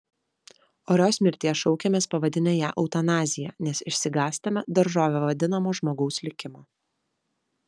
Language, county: Lithuanian, Vilnius